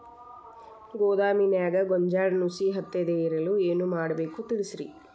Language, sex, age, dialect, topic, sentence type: Kannada, female, 36-40, Dharwad Kannada, agriculture, question